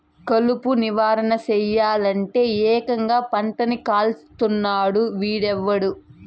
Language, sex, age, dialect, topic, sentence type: Telugu, female, 25-30, Southern, agriculture, statement